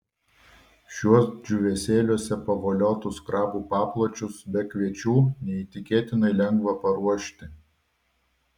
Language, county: Lithuanian, Vilnius